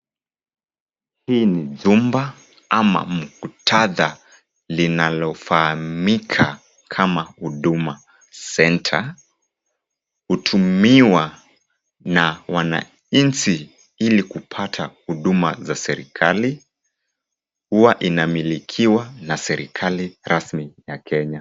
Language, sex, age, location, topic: Swahili, male, 25-35, Kisumu, government